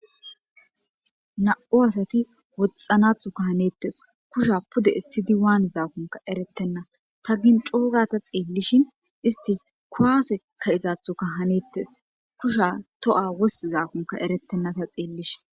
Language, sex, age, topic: Gamo, female, 25-35, government